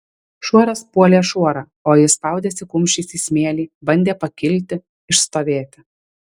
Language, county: Lithuanian, Vilnius